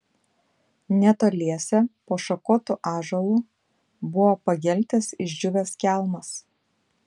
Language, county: Lithuanian, Panevėžys